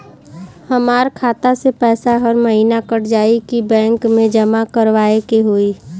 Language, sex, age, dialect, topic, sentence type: Bhojpuri, female, 25-30, Southern / Standard, banking, question